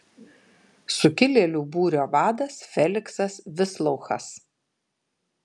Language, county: Lithuanian, Kaunas